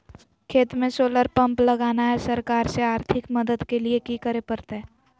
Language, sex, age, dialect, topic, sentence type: Magahi, female, 18-24, Southern, agriculture, question